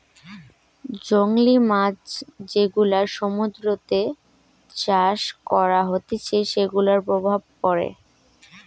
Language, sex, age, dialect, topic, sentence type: Bengali, female, 18-24, Western, agriculture, statement